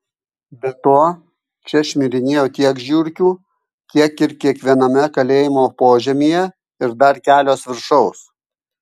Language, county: Lithuanian, Kaunas